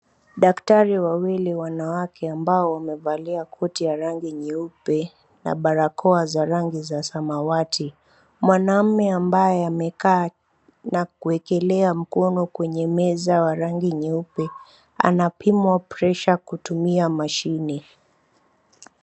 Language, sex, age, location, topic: Swahili, female, 18-24, Mombasa, health